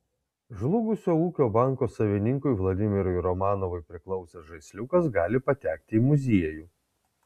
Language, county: Lithuanian, Kaunas